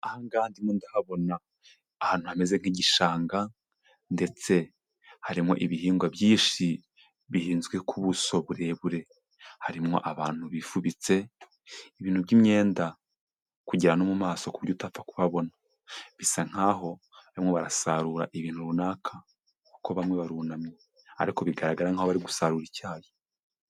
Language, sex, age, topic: Kinyarwanda, male, 25-35, health